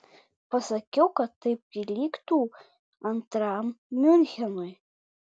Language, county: Lithuanian, Vilnius